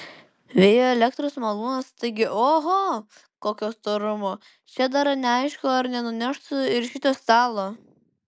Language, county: Lithuanian, Vilnius